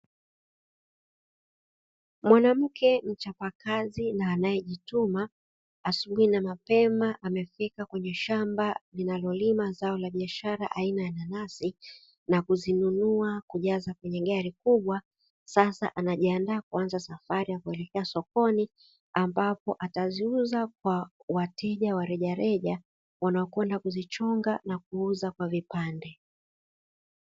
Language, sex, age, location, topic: Swahili, female, 36-49, Dar es Salaam, agriculture